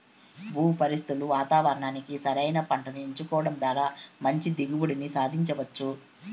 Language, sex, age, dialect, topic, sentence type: Telugu, male, 56-60, Southern, agriculture, statement